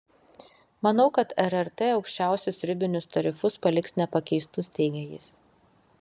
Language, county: Lithuanian, Kaunas